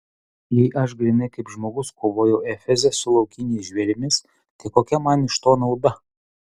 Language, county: Lithuanian, Utena